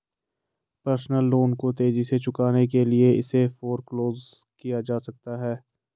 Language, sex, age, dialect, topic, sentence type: Hindi, male, 18-24, Garhwali, banking, statement